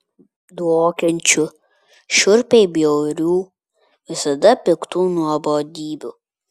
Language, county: Lithuanian, Vilnius